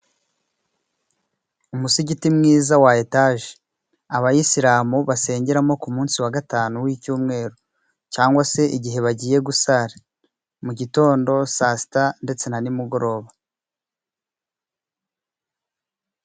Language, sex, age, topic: Kinyarwanda, male, 18-24, government